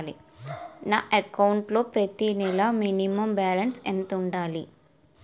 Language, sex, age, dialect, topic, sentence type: Telugu, female, 18-24, Utterandhra, banking, question